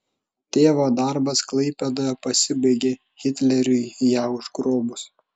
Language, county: Lithuanian, Šiauliai